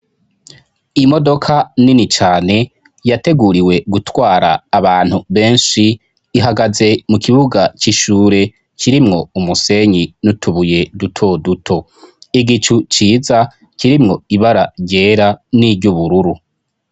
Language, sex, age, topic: Rundi, male, 25-35, education